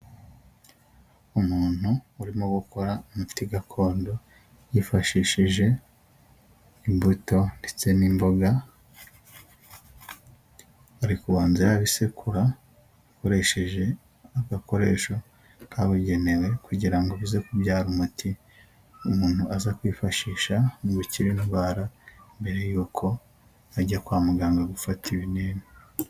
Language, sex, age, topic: Kinyarwanda, male, 18-24, health